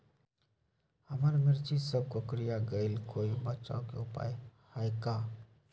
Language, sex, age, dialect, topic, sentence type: Magahi, male, 56-60, Western, agriculture, question